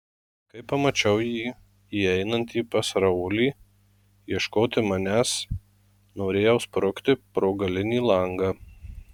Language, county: Lithuanian, Marijampolė